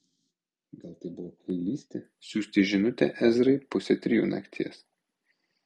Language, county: Lithuanian, Kaunas